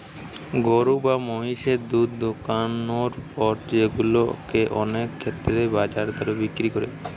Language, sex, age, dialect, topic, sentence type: Bengali, male, 18-24, Western, agriculture, statement